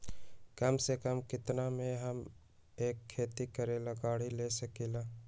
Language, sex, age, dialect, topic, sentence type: Magahi, male, 60-100, Western, agriculture, question